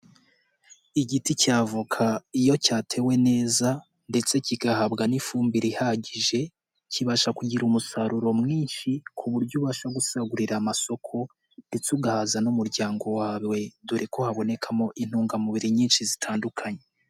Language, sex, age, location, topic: Kinyarwanda, male, 18-24, Nyagatare, agriculture